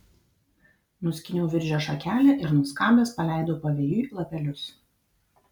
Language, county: Lithuanian, Vilnius